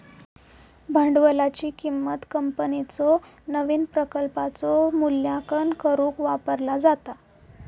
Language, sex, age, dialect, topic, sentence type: Marathi, female, 18-24, Southern Konkan, banking, statement